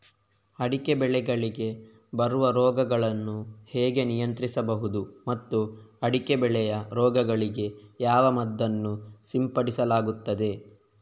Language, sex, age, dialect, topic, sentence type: Kannada, male, 18-24, Coastal/Dakshin, agriculture, question